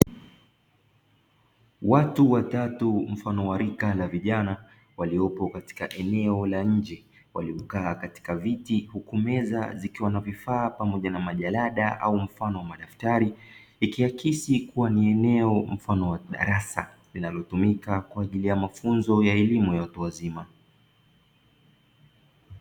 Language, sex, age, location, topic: Swahili, male, 25-35, Dar es Salaam, education